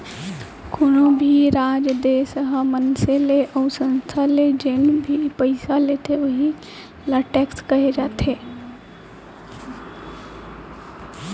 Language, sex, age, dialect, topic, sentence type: Chhattisgarhi, female, 18-24, Central, banking, statement